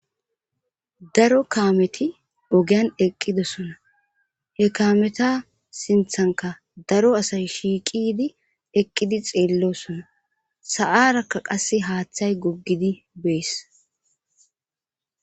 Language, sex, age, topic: Gamo, female, 25-35, government